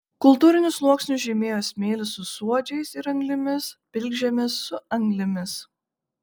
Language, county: Lithuanian, Šiauliai